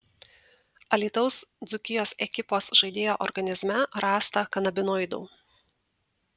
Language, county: Lithuanian, Tauragė